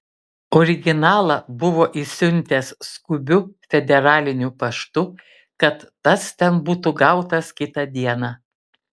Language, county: Lithuanian, Kaunas